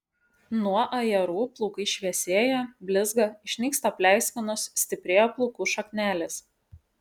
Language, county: Lithuanian, Šiauliai